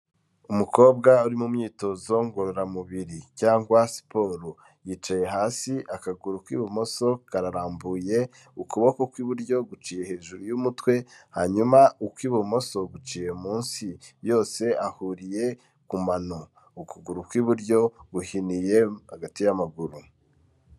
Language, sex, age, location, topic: Kinyarwanda, male, 25-35, Kigali, health